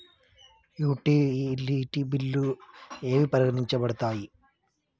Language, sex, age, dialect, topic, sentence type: Telugu, male, 25-30, Telangana, banking, question